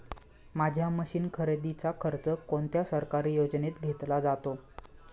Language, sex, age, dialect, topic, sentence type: Marathi, male, 18-24, Standard Marathi, agriculture, question